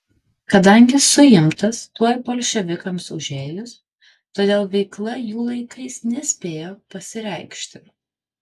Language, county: Lithuanian, Kaunas